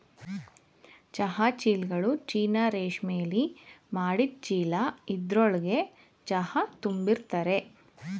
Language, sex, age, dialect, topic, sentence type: Kannada, female, 31-35, Mysore Kannada, agriculture, statement